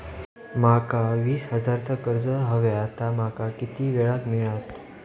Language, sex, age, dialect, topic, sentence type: Marathi, male, 25-30, Southern Konkan, banking, question